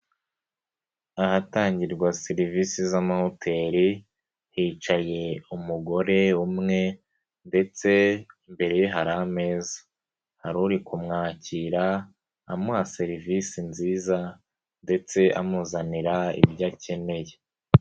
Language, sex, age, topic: Kinyarwanda, female, 36-49, finance